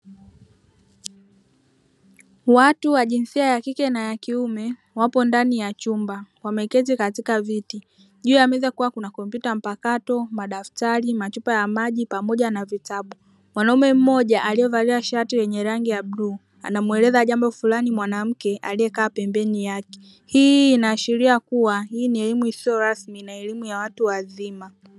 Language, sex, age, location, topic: Swahili, female, 25-35, Dar es Salaam, education